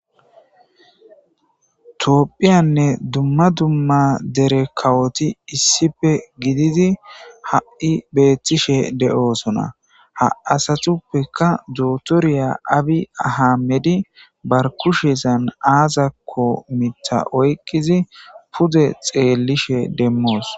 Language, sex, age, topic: Gamo, female, 18-24, government